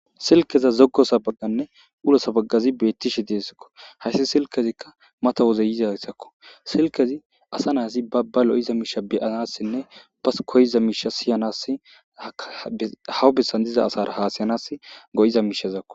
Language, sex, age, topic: Gamo, male, 25-35, government